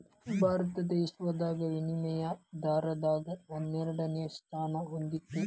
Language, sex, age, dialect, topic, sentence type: Kannada, male, 18-24, Dharwad Kannada, banking, statement